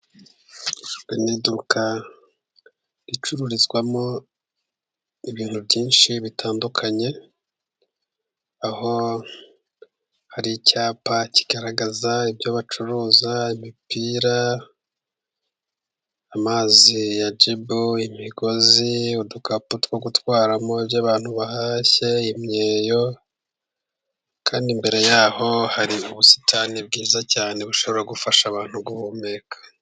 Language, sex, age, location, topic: Kinyarwanda, male, 50+, Musanze, finance